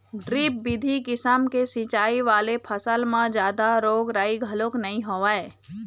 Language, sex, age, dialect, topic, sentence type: Chhattisgarhi, female, 25-30, Eastern, agriculture, statement